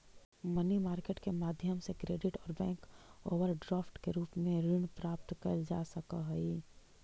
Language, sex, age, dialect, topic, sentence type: Magahi, female, 18-24, Central/Standard, agriculture, statement